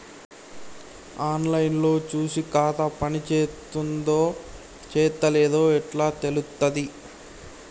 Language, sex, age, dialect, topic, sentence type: Telugu, male, 18-24, Telangana, banking, question